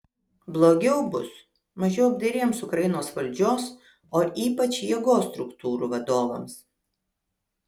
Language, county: Lithuanian, Kaunas